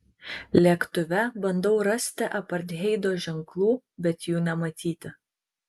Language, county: Lithuanian, Marijampolė